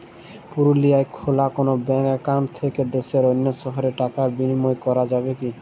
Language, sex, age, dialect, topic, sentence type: Bengali, male, 18-24, Jharkhandi, banking, question